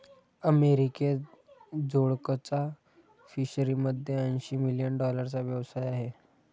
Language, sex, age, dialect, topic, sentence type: Marathi, male, 18-24, Standard Marathi, agriculture, statement